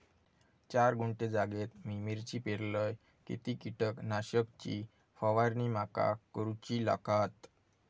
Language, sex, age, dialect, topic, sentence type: Marathi, male, 18-24, Southern Konkan, agriculture, question